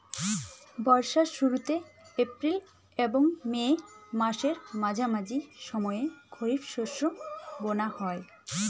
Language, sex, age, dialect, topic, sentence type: Bengali, female, 18-24, Jharkhandi, agriculture, statement